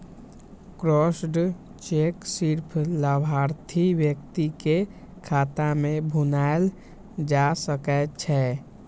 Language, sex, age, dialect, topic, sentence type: Maithili, male, 18-24, Eastern / Thethi, banking, statement